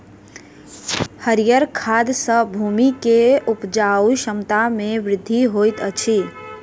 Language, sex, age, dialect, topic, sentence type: Maithili, female, 46-50, Southern/Standard, agriculture, statement